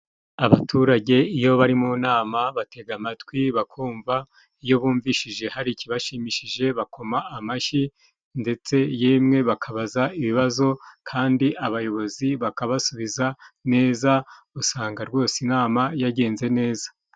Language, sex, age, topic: Kinyarwanda, male, 36-49, government